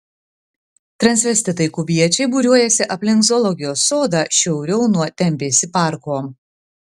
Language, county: Lithuanian, Vilnius